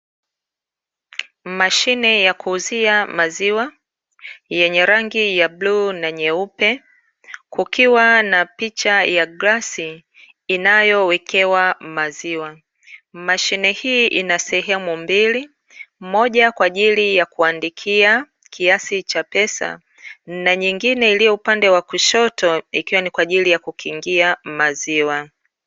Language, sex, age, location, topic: Swahili, female, 36-49, Dar es Salaam, finance